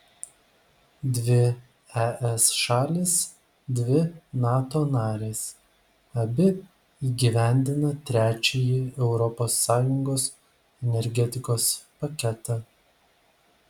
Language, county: Lithuanian, Vilnius